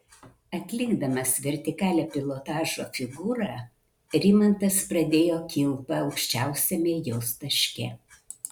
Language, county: Lithuanian, Kaunas